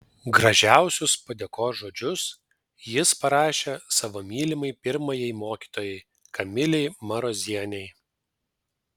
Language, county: Lithuanian, Vilnius